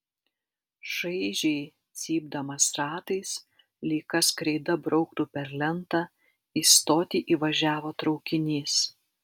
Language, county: Lithuanian, Alytus